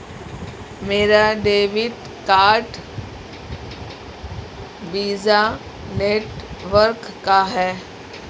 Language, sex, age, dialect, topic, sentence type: Hindi, female, 36-40, Marwari Dhudhari, banking, statement